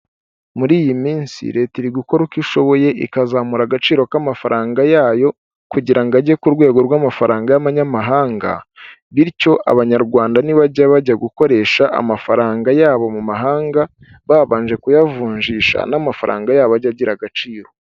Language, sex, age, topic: Kinyarwanda, male, 18-24, finance